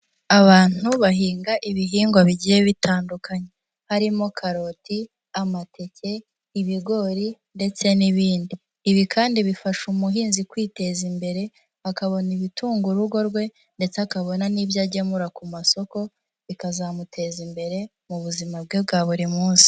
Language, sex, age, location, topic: Kinyarwanda, female, 18-24, Huye, agriculture